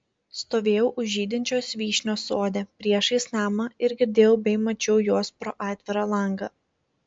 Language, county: Lithuanian, Panevėžys